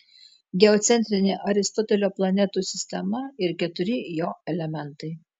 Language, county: Lithuanian, Telšiai